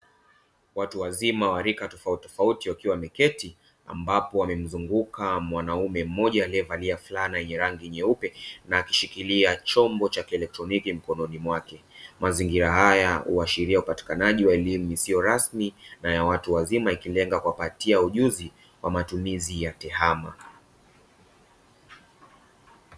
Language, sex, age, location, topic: Swahili, male, 25-35, Dar es Salaam, education